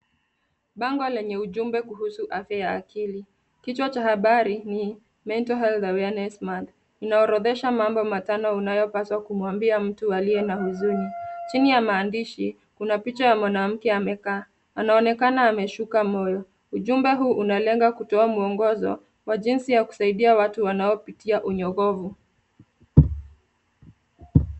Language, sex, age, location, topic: Swahili, female, 25-35, Nairobi, health